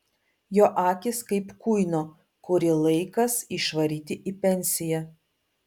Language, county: Lithuanian, Vilnius